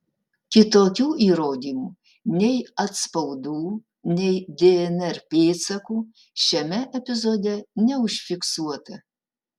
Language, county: Lithuanian, Utena